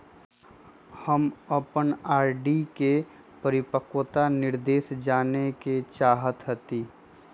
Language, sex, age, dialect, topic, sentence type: Magahi, male, 25-30, Western, banking, statement